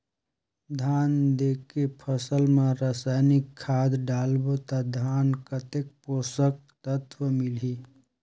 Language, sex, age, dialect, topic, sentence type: Chhattisgarhi, male, 25-30, Northern/Bhandar, agriculture, question